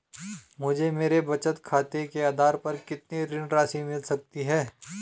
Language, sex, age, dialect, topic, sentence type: Hindi, male, 36-40, Garhwali, banking, question